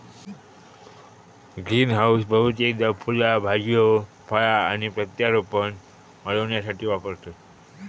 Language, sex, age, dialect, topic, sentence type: Marathi, male, 25-30, Southern Konkan, agriculture, statement